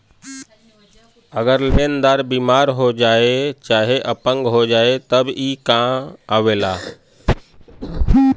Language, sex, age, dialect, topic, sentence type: Bhojpuri, male, 36-40, Western, banking, statement